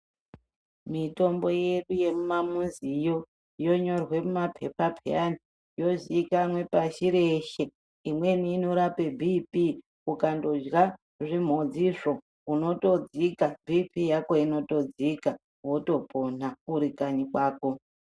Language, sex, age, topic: Ndau, male, 36-49, health